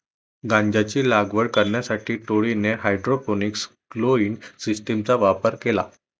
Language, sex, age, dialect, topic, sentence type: Marathi, male, 18-24, Varhadi, agriculture, statement